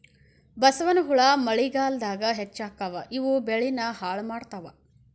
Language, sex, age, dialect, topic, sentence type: Kannada, female, 25-30, Dharwad Kannada, agriculture, statement